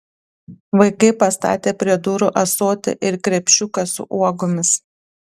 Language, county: Lithuanian, Panevėžys